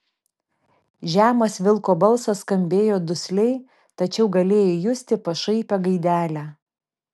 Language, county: Lithuanian, Vilnius